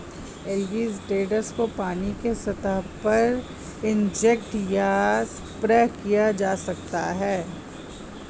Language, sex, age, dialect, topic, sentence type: Hindi, female, 36-40, Hindustani Malvi Khadi Boli, agriculture, statement